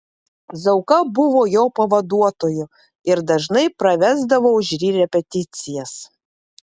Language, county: Lithuanian, Vilnius